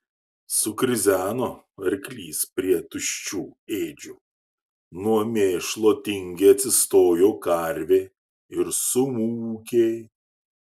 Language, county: Lithuanian, Šiauliai